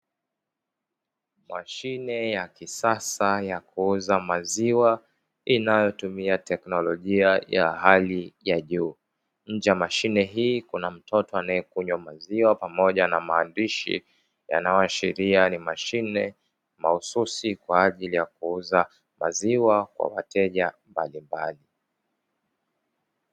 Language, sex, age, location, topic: Swahili, male, 18-24, Dar es Salaam, finance